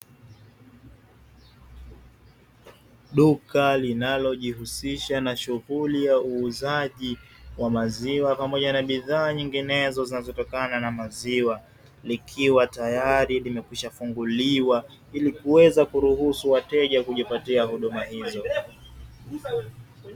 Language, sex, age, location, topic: Swahili, male, 18-24, Dar es Salaam, finance